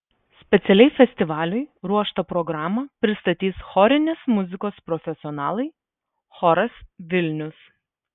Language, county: Lithuanian, Vilnius